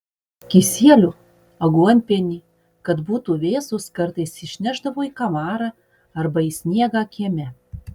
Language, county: Lithuanian, Utena